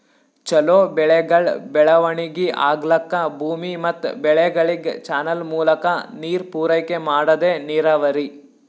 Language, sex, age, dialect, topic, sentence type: Kannada, male, 18-24, Northeastern, agriculture, statement